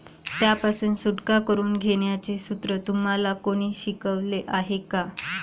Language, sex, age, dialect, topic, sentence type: Marathi, female, 25-30, Varhadi, banking, statement